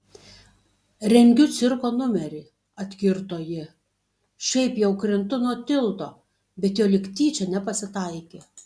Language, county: Lithuanian, Tauragė